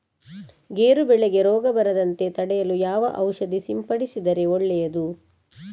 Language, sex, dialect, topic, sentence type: Kannada, female, Coastal/Dakshin, agriculture, question